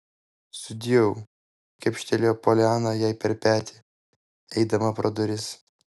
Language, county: Lithuanian, Vilnius